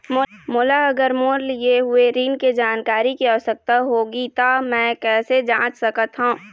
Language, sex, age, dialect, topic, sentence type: Chhattisgarhi, female, 25-30, Eastern, banking, question